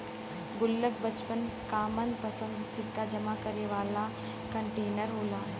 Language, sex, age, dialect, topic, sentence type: Bhojpuri, female, 31-35, Western, banking, statement